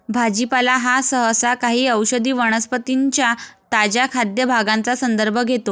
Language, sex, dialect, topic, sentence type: Marathi, female, Varhadi, agriculture, statement